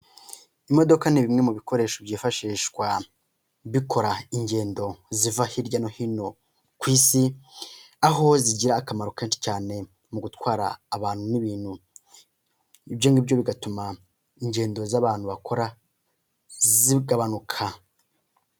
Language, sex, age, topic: Kinyarwanda, male, 18-24, finance